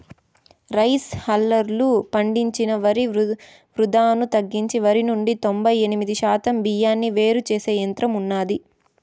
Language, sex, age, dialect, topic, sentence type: Telugu, female, 18-24, Southern, agriculture, statement